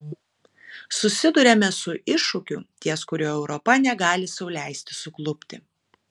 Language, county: Lithuanian, Kaunas